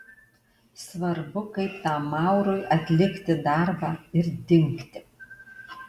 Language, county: Lithuanian, Alytus